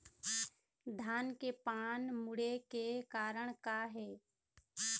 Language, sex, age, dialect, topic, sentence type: Chhattisgarhi, female, 56-60, Eastern, agriculture, question